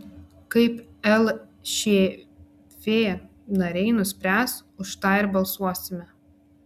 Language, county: Lithuanian, Klaipėda